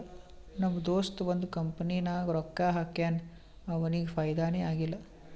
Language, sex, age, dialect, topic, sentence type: Kannada, male, 18-24, Northeastern, banking, statement